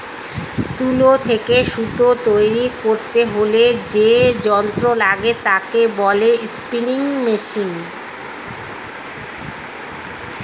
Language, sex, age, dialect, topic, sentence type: Bengali, female, 46-50, Standard Colloquial, agriculture, statement